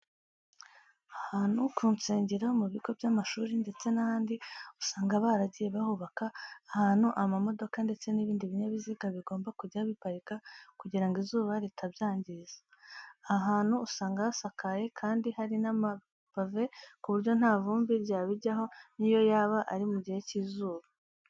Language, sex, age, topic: Kinyarwanda, female, 18-24, education